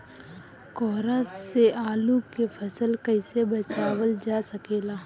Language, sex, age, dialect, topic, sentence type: Bhojpuri, female, 18-24, Northern, agriculture, question